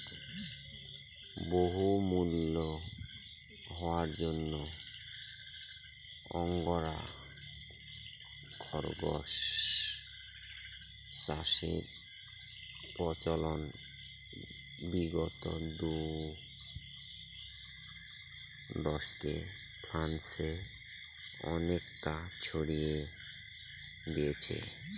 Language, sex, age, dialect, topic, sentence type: Bengali, male, 31-35, Northern/Varendri, agriculture, statement